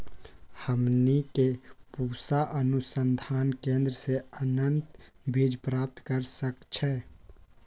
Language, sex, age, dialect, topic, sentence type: Magahi, male, 25-30, Western, agriculture, question